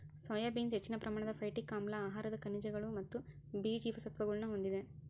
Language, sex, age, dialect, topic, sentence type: Kannada, female, 18-24, Central, agriculture, statement